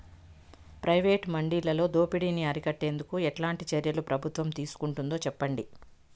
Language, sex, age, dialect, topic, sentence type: Telugu, female, 51-55, Southern, agriculture, question